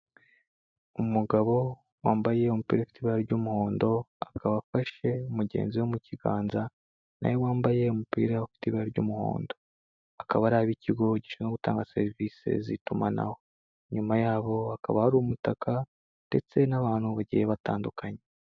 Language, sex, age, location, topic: Kinyarwanda, male, 25-35, Kigali, finance